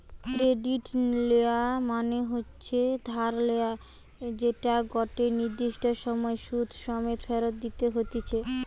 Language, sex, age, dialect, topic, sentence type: Bengali, female, 18-24, Western, banking, statement